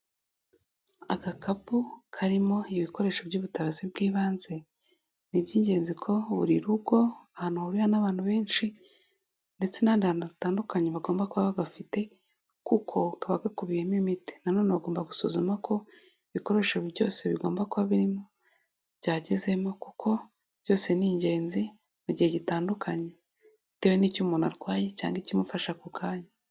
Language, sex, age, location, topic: Kinyarwanda, female, 18-24, Kigali, health